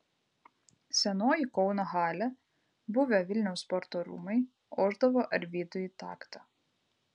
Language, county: Lithuanian, Vilnius